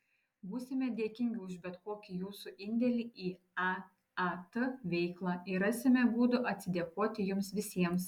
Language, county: Lithuanian, Šiauliai